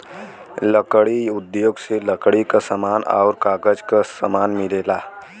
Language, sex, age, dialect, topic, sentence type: Bhojpuri, male, 18-24, Western, agriculture, statement